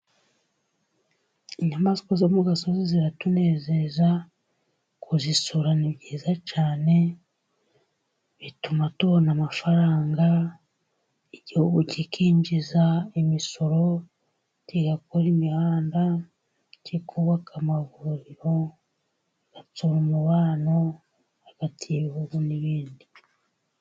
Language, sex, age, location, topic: Kinyarwanda, female, 36-49, Musanze, agriculture